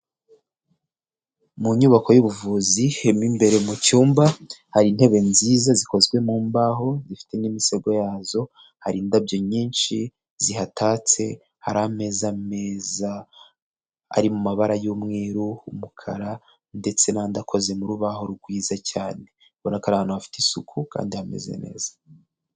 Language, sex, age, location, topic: Kinyarwanda, male, 25-35, Kigali, health